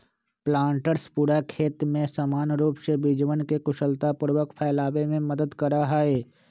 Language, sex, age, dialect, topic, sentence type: Magahi, male, 25-30, Western, agriculture, statement